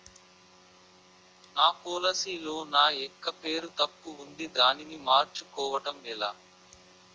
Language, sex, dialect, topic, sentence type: Telugu, male, Utterandhra, banking, question